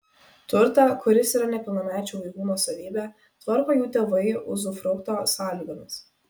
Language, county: Lithuanian, Kaunas